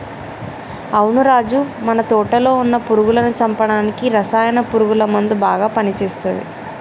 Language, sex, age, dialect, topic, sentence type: Telugu, male, 18-24, Telangana, agriculture, statement